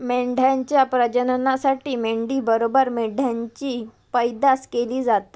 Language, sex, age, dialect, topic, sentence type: Marathi, female, 18-24, Southern Konkan, agriculture, statement